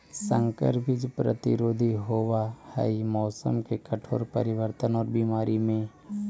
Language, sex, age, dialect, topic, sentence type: Magahi, male, 56-60, Central/Standard, agriculture, statement